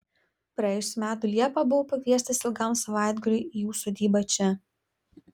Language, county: Lithuanian, Vilnius